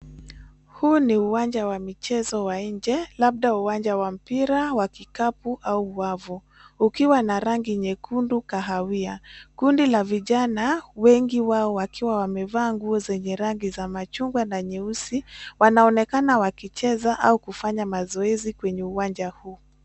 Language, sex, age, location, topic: Swahili, female, 25-35, Nairobi, education